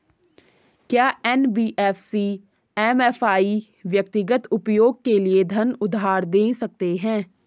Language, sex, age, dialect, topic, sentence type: Hindi, female, 18-24, Garhwali, banking, question